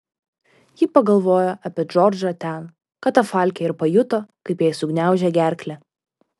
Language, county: Lithuanian, Vilnius